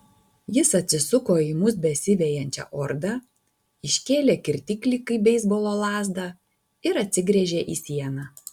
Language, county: Lithuanian, Alytus